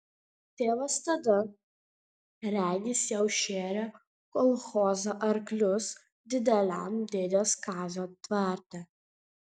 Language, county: Lithuanian, Panevėžys